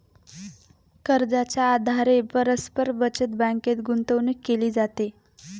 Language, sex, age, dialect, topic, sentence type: Marathi, female, 25-30, Standard Marathi, banking, statement